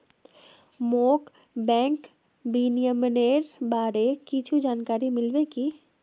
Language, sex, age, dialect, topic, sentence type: Magahi, female, 18-24, Northeastern/Surjapuri, banking, statement